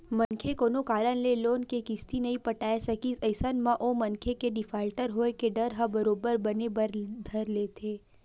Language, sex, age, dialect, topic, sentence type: Chhattisgarhi, female, 18-24, Western/Budati/Khatahi, banking, statement